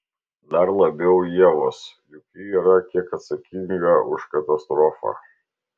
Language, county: Lithuanian, Vilnius